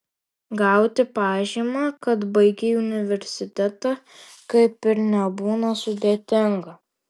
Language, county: Lithuanian, Alytus